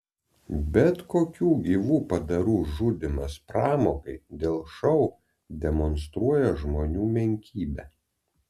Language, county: Lithuanian, Vilnius